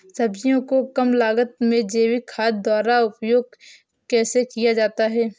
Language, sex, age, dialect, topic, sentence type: Hindi, female, 18-24, Awadhi Bundeli, agriculture, question